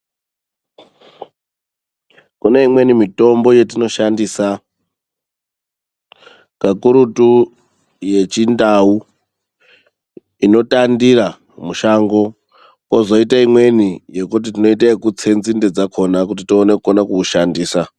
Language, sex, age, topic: Ndau, male, 25-35, health